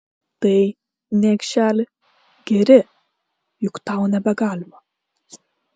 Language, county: Lithuanian, Klaipėda